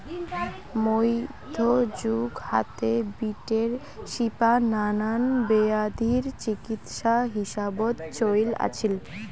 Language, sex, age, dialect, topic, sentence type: Bengali, female, <18, Rajbangshi, agriculture, statement